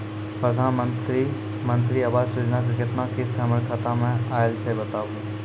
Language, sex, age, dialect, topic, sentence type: Maithili, male, 25-30, Angika, banking, question